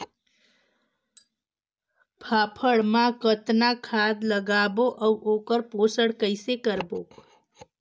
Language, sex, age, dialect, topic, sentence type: Chhattisgarhi, female, 25-30, Northern/Bhandar, agriculture, question